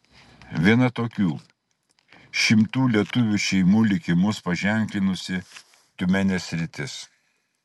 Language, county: Lithuanian, Klaipėda